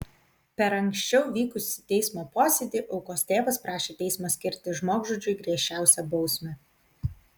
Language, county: Lithuanian, Kaunas